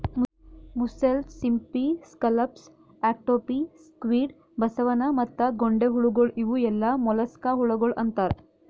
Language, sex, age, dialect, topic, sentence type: Kannada, female, 18-24, Northeastern, agriculture, statement